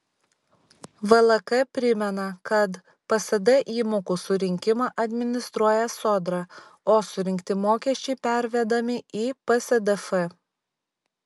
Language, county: Lithuanian, Šiauliai